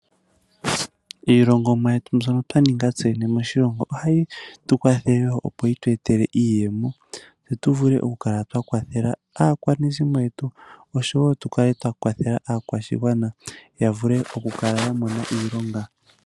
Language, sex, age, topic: Oshiwambo, male, 25-35, finance